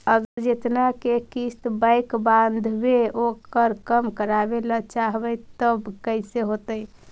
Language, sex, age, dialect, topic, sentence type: Magahi, female, 56-60, Central/Standard, banking, question